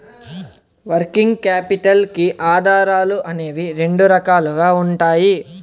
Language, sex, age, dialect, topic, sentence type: Telugu, male, 18-24, Central/Coastal, banking, statement